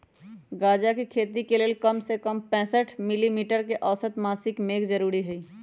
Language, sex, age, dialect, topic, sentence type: Magahi, female, 31-35, Western, agriculture, statement